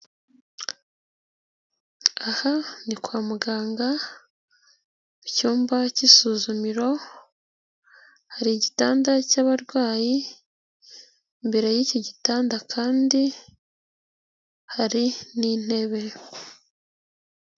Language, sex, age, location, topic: Kinyarwanda, female, 18-24, Nyagatare, health